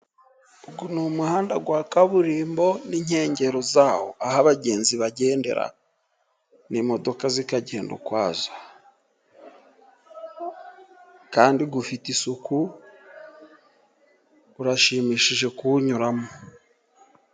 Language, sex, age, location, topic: Kinyarwanda, male, 36-49, Musanze, government